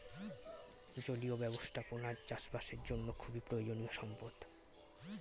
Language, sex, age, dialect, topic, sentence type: Bengali, male, 18-24, Standard Colloquial, agriculture, statement